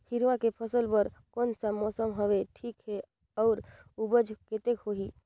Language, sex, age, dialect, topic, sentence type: Chhattisgarhi, female, 25-30, Northern/Bhandar, agriculture, question